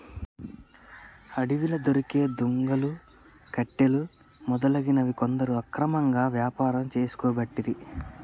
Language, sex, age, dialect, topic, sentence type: Telugu, male, 31-35, Telangana, agriculture, statement